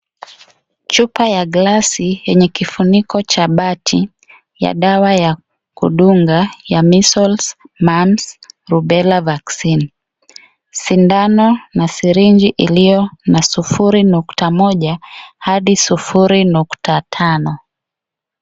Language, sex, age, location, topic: Swahili, female, 25-35, Kisii, health